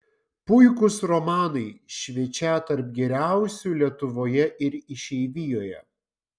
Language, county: Lithuanian, Vilnius